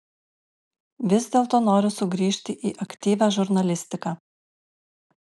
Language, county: Lithuanian, Alytus